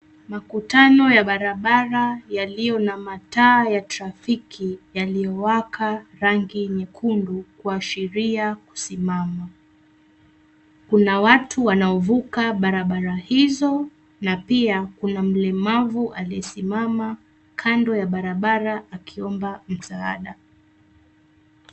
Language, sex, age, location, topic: Swahili, female, 25-35, Nairobi, government